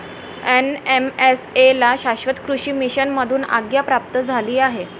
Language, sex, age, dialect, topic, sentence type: Marathi, female, <18, Varhadi, agriculture, statement